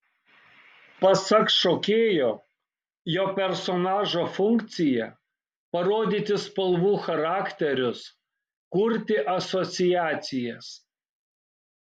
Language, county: Lithuanian, Kaunas